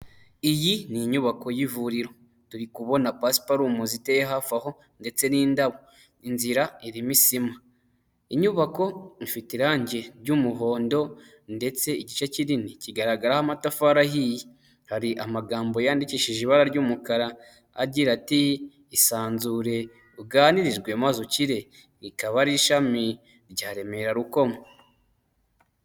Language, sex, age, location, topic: Kinyarwanda, male, 18-24, Huye, health